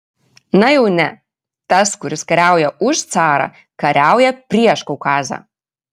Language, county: Lithuanian, Kaunas